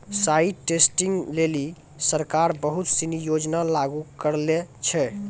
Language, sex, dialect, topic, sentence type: Maithili, male, Angika, agriculture, statement